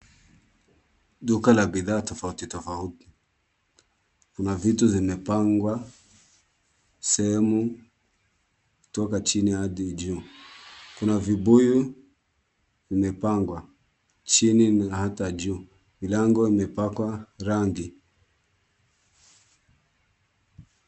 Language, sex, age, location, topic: Swahili, male, 18-24, Kisumu, finance